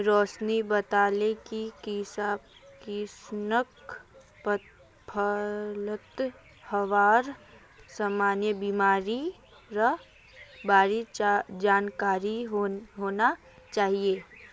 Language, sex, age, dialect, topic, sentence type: Magahi, female, 31-35, Northeastern/Surjapuri, agriculture, statement